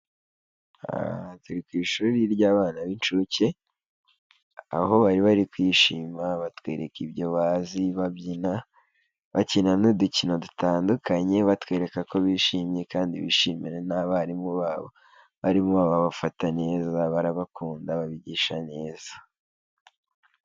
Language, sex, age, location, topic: Kinyarwanda, male, 18-24, Kigali, education